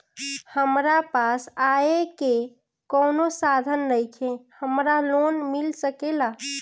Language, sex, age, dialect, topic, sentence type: Bhojpuri, female, 36-40, Northern, banking, question